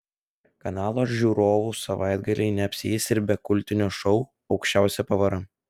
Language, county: Lithuanian, Telšiai